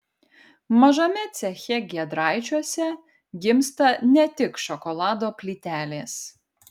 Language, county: Lithuanian, Kaunas